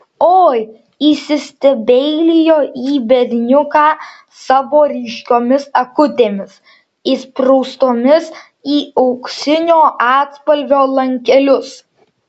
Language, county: Lithuanian, Šiauliai